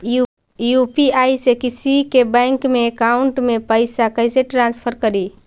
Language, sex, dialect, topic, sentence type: Magahi, female, Central/Standard, banking, question